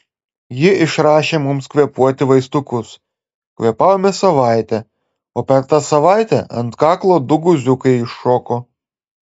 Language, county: Lithuanian, Klaipėda